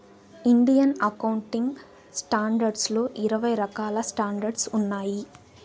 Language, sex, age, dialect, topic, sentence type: Telugu, female, 18-24, Southern, banking, statement